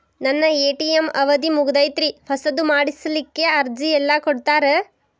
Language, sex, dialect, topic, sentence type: Kannada, female, Dharwad Kannada, banking, question